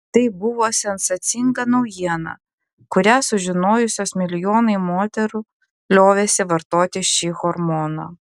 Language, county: Lithuanian, Klaipėda